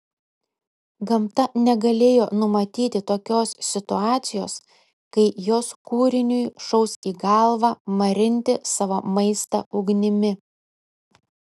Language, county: Lithuanian, Kaunas